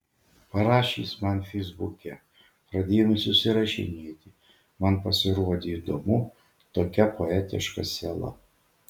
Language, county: Lithuanian, Šiauliai